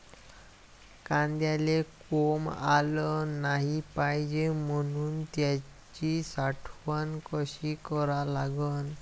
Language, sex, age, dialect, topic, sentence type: Marathi, male, 18-24, Varhadi, agriculture, question